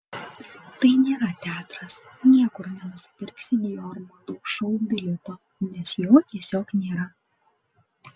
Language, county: Lithuanian, Kaunas